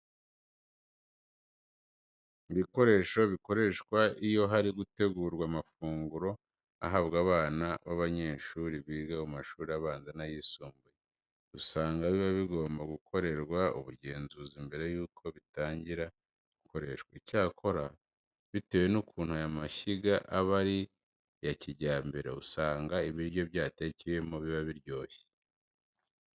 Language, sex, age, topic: Kinyarwanda, male, 25-35, education